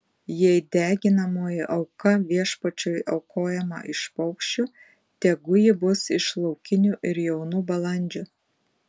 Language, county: Lithuanian, Panevėžys